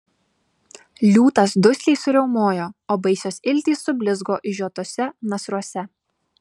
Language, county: Lithuanian, Klaipėda